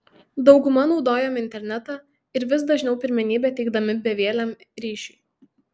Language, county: Lithuanian, Tauragė